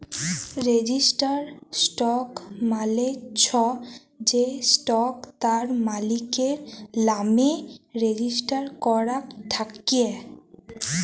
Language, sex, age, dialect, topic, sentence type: Bengali, female, 18-24, Jharkhandi, banking, statement